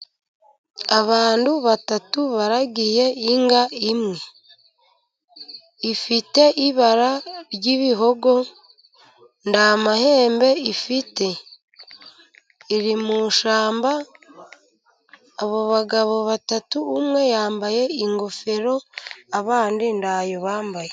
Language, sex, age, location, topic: Kinyarwanda, female, 25-35, Musanze, agriculture